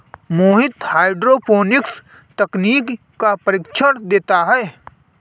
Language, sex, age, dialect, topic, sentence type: Hindi, male, 25-30, Awadhi Bundeli, agriculture, statement